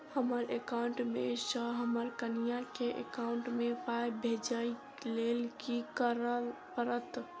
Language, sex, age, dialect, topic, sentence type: Maithili, female, 18-24, Southern/Standard, banking, question